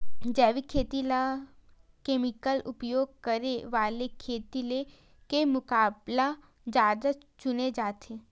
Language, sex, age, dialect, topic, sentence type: Chhattisgarhi, female, 18-24, Western/Budati/Khatahi, agriculture, statement